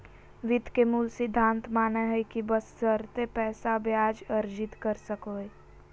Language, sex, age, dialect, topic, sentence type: Magahi, female, 18-24, Southern, banking, statement